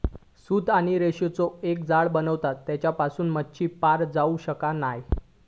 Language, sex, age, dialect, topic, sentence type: Marathi, male, 18-24, Southern Konkan, agriculture, statement